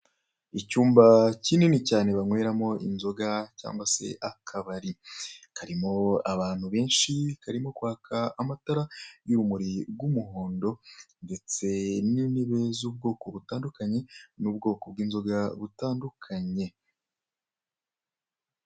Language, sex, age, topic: Kinyarwanda, male, 25-35, finance